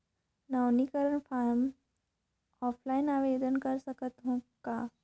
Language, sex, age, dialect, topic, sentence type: Chhattisgarhi, female, 25-30, Northern/Bhandar, banking, question